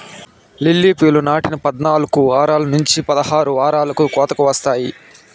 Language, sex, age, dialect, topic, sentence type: Telugu, male, 18-24, Southern, agriculture, statement